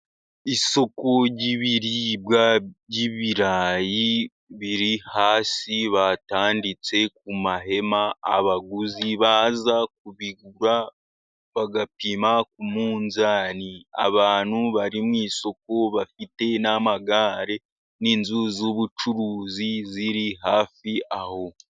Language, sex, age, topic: Kinyarwanda, male, 36-49, agriculture